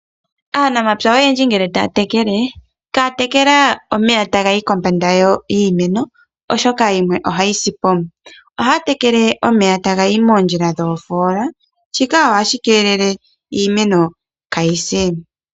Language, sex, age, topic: Oshiwambo, female, 25-35, agriculture